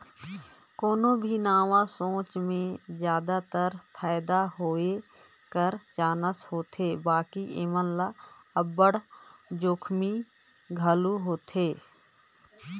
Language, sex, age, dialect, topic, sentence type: Chhattisgarhi, female, 25-30, Northern/Bhandar, banking, statement